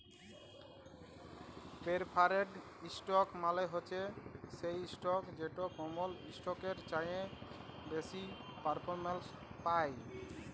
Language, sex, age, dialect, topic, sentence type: Bengali, male, 18-24, Jharkhandi, banking, statement